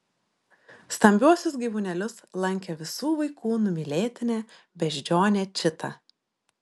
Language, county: Lithuanian, Šiauliai